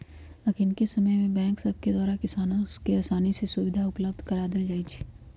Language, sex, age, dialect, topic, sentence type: Magahi, female, 31-35, Western, agriculture, statement